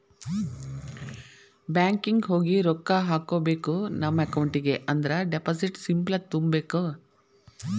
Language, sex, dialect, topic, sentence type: Kannada, female, Dharwad Kannada, banking, statement